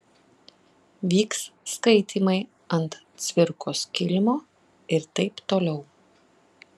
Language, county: Lithuanian, Klaipėda